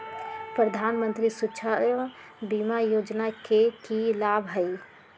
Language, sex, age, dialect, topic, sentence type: Magahi, female, 25-30, Western, banking, question